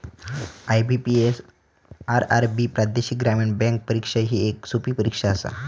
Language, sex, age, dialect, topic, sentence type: Marathi, male, 18-24, Southern Konkan, banking, statement